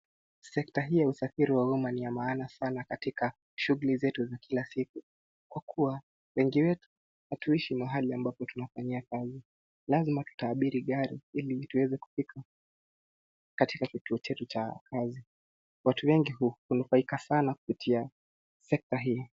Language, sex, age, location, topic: Swahili, male, 18-24, Nairobi, government